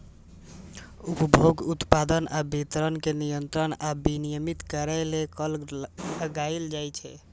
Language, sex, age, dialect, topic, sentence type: Maithili, male, 18-24, Eastern / Thethi, banking, statement